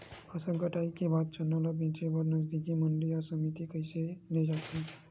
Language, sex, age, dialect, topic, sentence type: Chhattisgarhi, male, 46-50, Western/Budati/Khatahi, agriculture, question